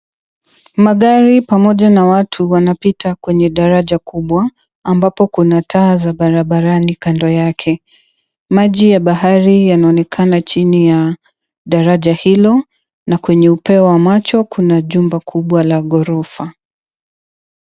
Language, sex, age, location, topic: Swahili, female, 25-35, Mombasa, government